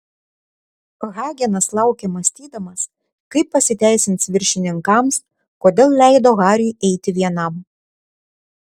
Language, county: Lithuanian, Šiauliai